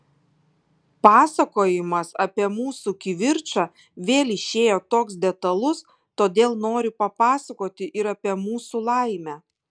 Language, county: Lithuanian, Kaunas